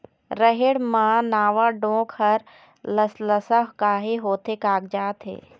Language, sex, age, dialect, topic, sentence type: Chhattisgarhi, female, 18-24, Eastern, agriculture, question